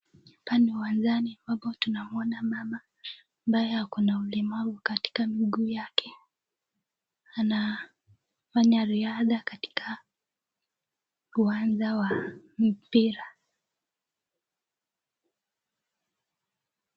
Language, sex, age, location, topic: Swahili, female, 18-24, Nakuru, education